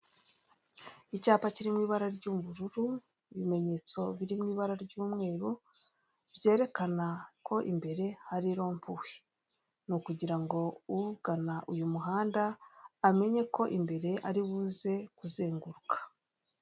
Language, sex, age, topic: Kinyarwanda, female, 36-49, government